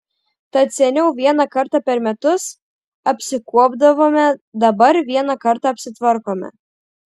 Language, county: Lithuanian, Šiauliai